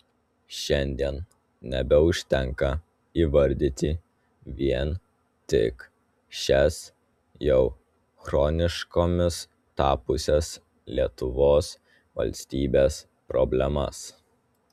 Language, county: Lithuanian, Telšiai